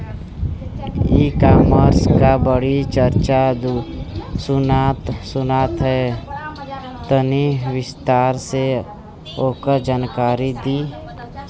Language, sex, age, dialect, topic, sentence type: Bhojpuri, female, 18-24, Western, agriculture, question